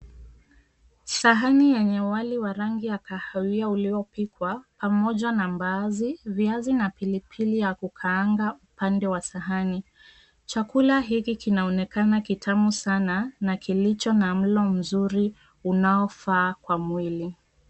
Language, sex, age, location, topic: Swahili, female, 25-35, Mombasa, agriculture